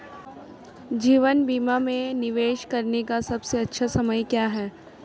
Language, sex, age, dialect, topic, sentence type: Hindi, female, 18-24, Marwari Dhudhari, banking, question